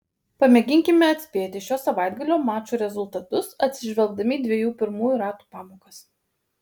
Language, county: Lithuanian, Kaunas